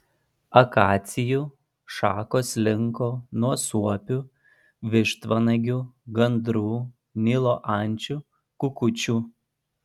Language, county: Lithuanian, Panevėžys